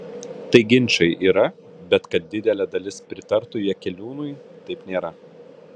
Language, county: Lithuanian, Kaunas